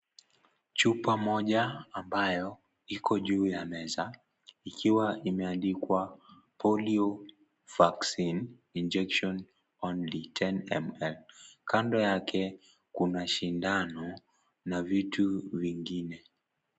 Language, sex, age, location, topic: Swahili, male, 18-24, Kisii, health